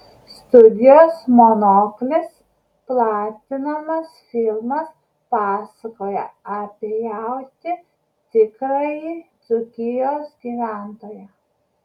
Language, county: Lithuanian, Kaunas